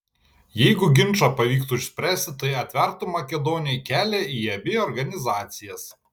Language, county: Lithuanian, Panevėžys